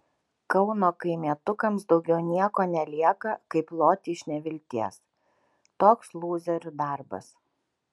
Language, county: Lithuanian, Kaunas